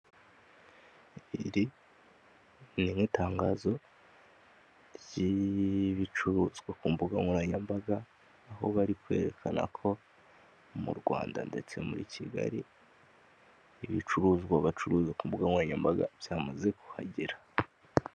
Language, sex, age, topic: Kinyarwanda, male, 18-24, finance